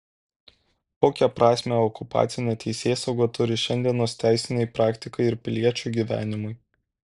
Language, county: Lithuanian, Kaunas